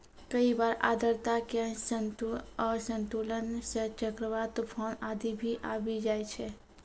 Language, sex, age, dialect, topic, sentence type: Maithili, female, 18-24, Angika, agriculture, statement